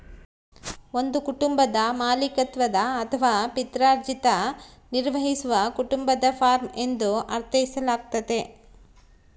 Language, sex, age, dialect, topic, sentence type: Kannada, female, 36-40, Central, agriculture, statement